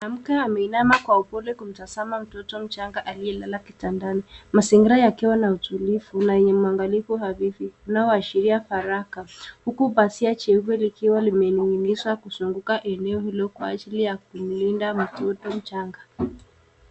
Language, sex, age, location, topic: Swahili, female, 18-24, Nairobi, health